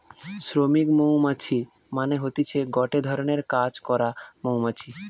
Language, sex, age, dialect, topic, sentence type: Bengali, male, 18-24, Western, agriculture, statement